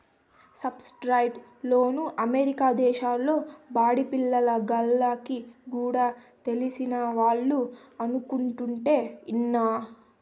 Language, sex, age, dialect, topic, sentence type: Telugu, female, 18-24, Southern, banking, statement